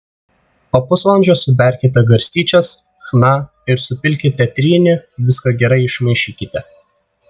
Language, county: Lithuanian, Vilnius